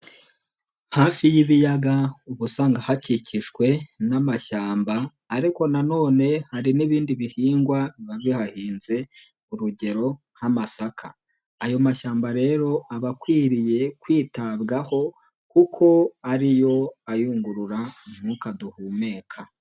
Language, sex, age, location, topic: Kinyarwanda, male, 18-24, Nyagatare, agriculture